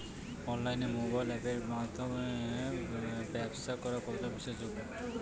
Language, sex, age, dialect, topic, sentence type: Bengali, male, 18-24, Northern/Varendri, agriculture, question